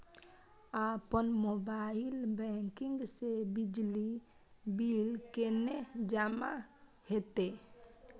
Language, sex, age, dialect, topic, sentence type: Maithili, female, 18-24, Bajjika, banking, question